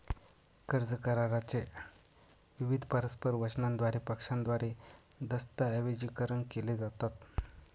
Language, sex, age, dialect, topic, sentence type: Marathi, male, 25-30, Northern Konkan, banking, statement